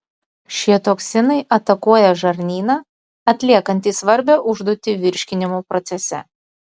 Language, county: Lithuanian, Utena